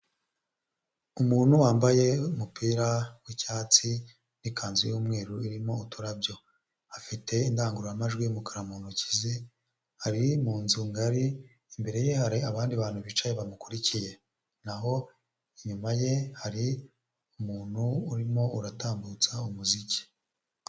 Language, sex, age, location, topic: Kinyarwanda, female, 25-35, Huye, health